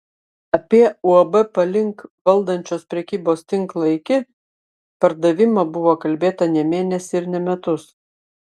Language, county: Lithuanian, Klaipėda